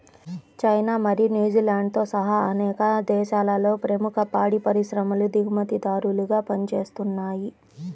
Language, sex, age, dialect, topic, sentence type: Telugu, female, 31-35, Central/Coastal, agriculture, statement